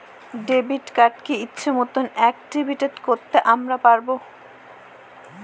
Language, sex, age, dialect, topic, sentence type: Bengali, female, 25-30, Northern/Varendri, banking, statement